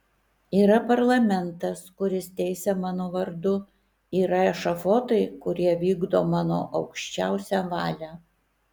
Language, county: Lithuanian, Kaunas